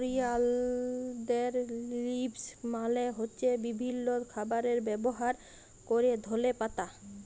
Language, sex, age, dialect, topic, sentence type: Bengali, female, 25-30, Jharkhandi, agriculture, statement